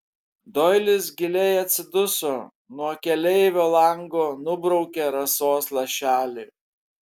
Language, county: Lithuanian, Kaunas